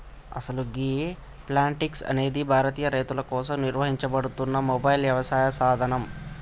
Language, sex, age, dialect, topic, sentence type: Telugu, male, 18-24, Telangana, agriculture, statement